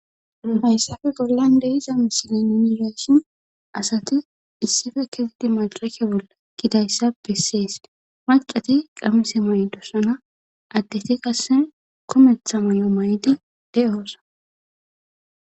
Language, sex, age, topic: Gamo, female, 25-35, government